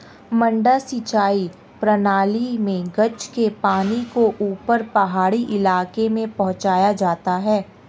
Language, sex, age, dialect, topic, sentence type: Hindi, female, 18-24, Marwari Dhudhari, agriculture, statement